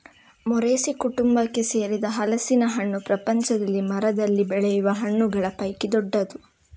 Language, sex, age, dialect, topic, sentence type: Kannada, female, 18-24, Coastal/Dakshin, agriculture, statement